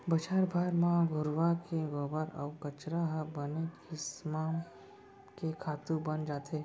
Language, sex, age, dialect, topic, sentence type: Chhattisgarhi, male, 18-24, Central, agriculture, statement